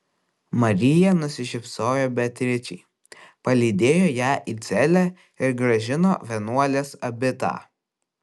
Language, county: Lithuanian, Kaunas